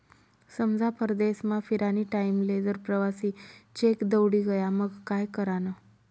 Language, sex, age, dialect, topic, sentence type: Marathi, female, 31-35, Northern Konkan, banking, statement